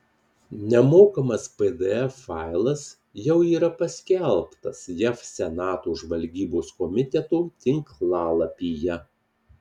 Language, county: Lithuanian, Marijampolė